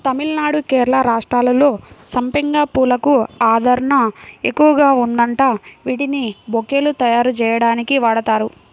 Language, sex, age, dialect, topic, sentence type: Telugu, female, 25-30, Central/Coastal, agriculture, statement